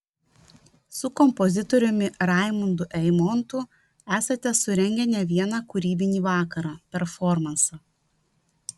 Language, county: Lithuanian, Vilnius